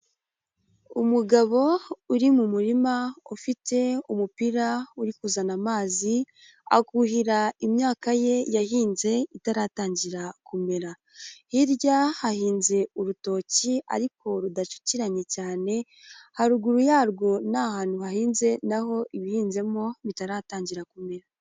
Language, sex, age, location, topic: Kinyarwanda, female, 18-24, Nyagatare, agriculture